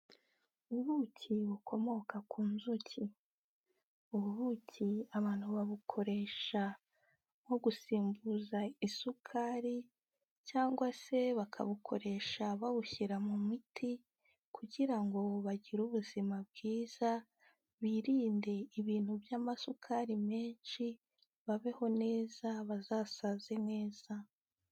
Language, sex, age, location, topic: Kinyarwanda, female, 18-24, Kigali, health